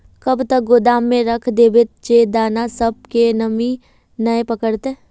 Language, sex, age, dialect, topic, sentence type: Magahi, female, 36-40, Northeastern/Surjapuri, agriculture, question